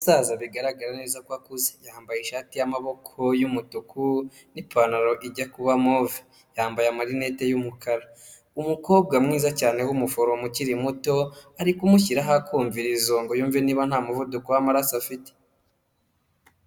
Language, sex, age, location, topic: Kinyarwanda, male, 25-35, Huye, health